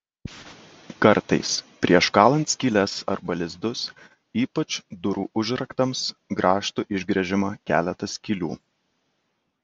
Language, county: Lithuanian, Kaunas